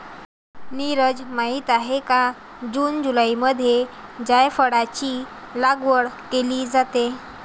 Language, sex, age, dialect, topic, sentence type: Marathi, female, 18-24, Varhadi, agriculture, statement